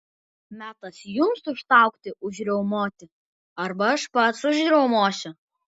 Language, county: Lithuanian, Kaunas